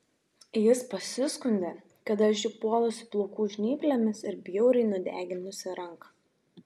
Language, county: Lithuanian, Šiauliai